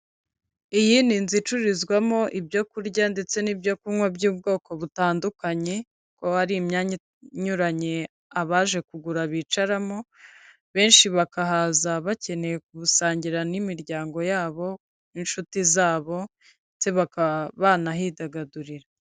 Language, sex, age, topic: Kinyarwanda, female, 25-35, finance